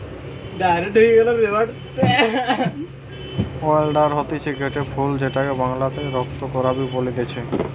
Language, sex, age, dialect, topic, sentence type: Bengali, male, 18-24, Western, agriculture, statement